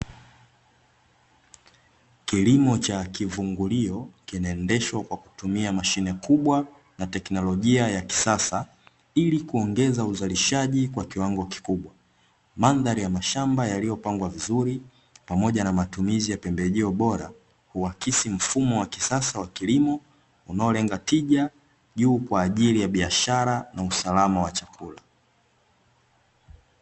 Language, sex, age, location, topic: Swahili, male, 18-24, Dar es Salaam, agriculture